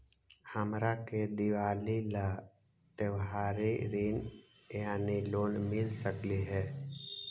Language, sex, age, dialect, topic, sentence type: Magahi, male, 60-100, Central/Standard, banking, question